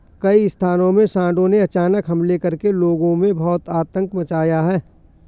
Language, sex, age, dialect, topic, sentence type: Hindi, male, 41-45, Awadhi Bundeli, agriculture, statement